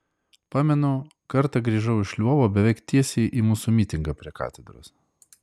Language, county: Lithuanian, Klaipėda